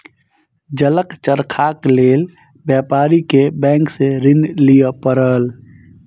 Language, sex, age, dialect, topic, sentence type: Maithili, male, 31-35, Southern/Standard, agriculture, statement